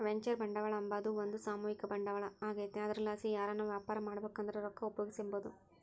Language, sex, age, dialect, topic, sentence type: Kannada, female, 51-55, Central, banking, statement